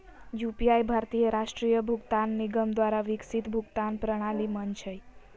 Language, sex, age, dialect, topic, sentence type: Magahi, female, 18-24, Southern, banking, statement